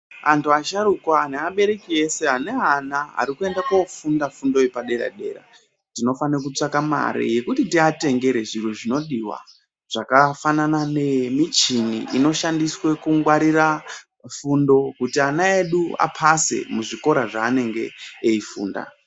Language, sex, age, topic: Ndau, male, 18-24, education